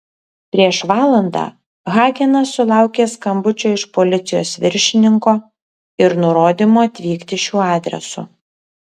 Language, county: Lithuanian, Kaunas